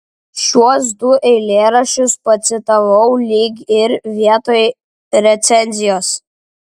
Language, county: Lithuanian, Vilnius